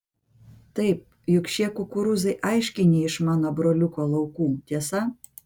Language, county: Lithuanian, Vilnius